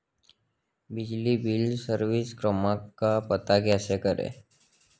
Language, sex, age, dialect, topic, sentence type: Hindi, male, 18-24, Marwari Dhudhari, banking, question